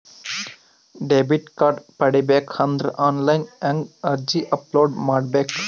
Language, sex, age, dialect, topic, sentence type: Kannada, male, 25-30, Northeastern, banking, question